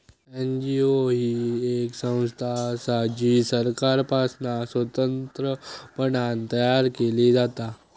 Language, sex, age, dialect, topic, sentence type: Marathi, male, 25-30, Southern Konkan, banking, statement